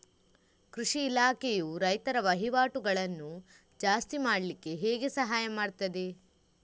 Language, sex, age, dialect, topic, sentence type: Kannada, female, 31-35, Coastal/Dakshin, agriculture, question